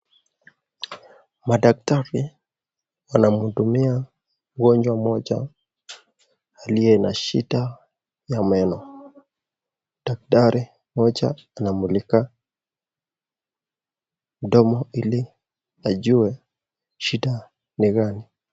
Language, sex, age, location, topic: Swahili, male, 18-24, Nakuru, health